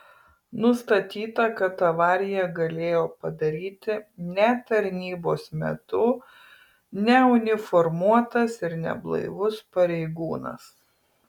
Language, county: Lithuanian, Kaunas